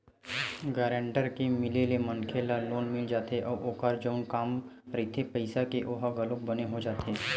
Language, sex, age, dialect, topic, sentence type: Chhattisgarhi, male, 18-24, Western/Budati/Khatahi, banking, statement